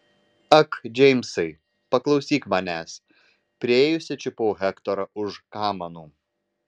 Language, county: Lithuanian, Vilnius